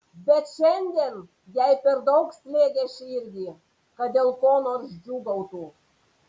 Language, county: Lithuanian, Panevėžys